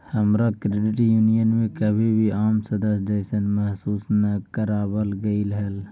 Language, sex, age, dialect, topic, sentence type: Magahi, male, 56-60, Central/Standard, banking, statement